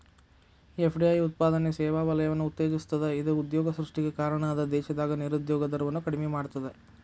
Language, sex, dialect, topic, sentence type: Kannada, male, Dharwad Kannada, banking, statement